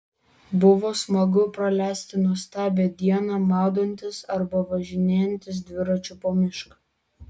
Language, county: Lithuanian, Vilnius